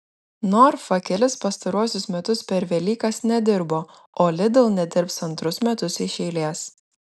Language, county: Lithuanian, Vilnius